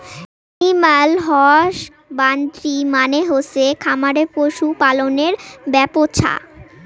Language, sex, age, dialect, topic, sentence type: Bengali, female, 18-24, Rajbangshi, agriculture, statement